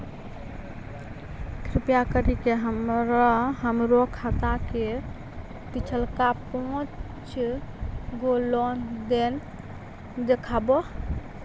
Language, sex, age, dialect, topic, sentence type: Maithili, female, 25-30, Angika, banking, statement